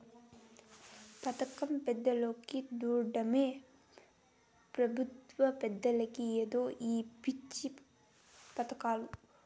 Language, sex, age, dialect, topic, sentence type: Telugu, female, 18-24, Southern, banking, statement